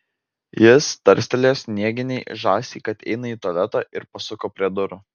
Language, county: Lithuanian, Vilnius